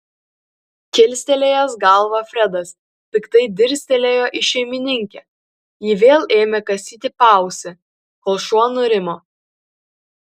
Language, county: Lithuanian, Kaunas